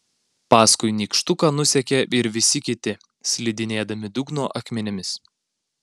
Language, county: Lithuanian, Alytus